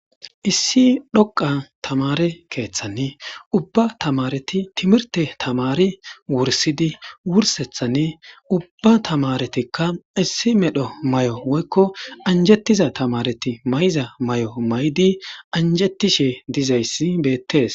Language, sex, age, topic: Gamo, male, 18-24, government